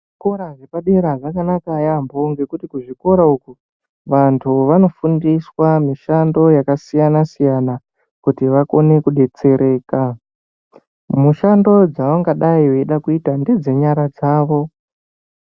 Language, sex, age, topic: Ndau, male, 25-35, education